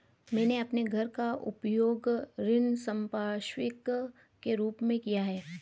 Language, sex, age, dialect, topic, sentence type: Hindi, female, 31-35, Hindustani Malvi Khadi Boli, banking, statement